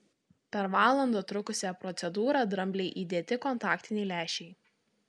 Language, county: Lithuanian, Tauragė